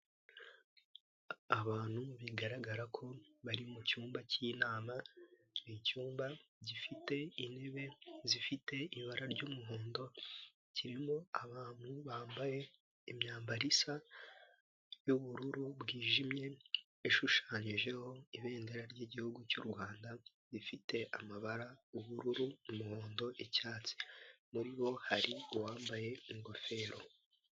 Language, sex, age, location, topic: Kinyarwanda, male, 25-35, Kigali, government